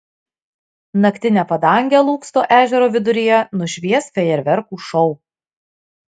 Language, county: Lithuanian, Marijampolė